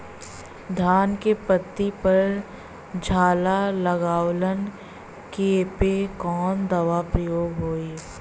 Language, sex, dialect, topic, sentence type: Bhojpuri, female, Western, agriculture, question